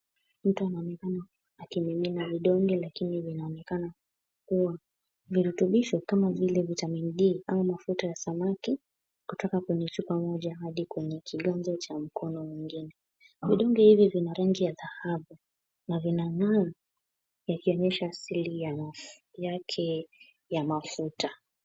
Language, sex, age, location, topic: Swahili, female, 18-24, Kisumu, health